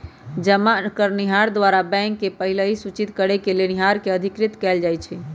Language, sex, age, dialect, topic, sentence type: Magahi, male, 18-24, Western, banking, statement